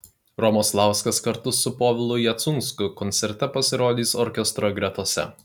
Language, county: Lithuanian, Kaunas